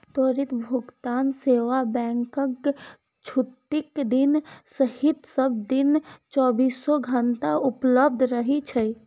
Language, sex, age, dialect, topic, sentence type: Maithili, female, 25-30, Eastern / Thethi, banking, statement